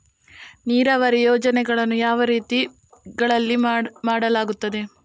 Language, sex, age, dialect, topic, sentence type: Kannada, female, 18-24, Coastal/Dakshin, agriculture, question